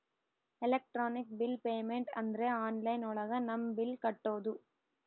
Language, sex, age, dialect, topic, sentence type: Kannada, female, 18-24, Central, banking, statement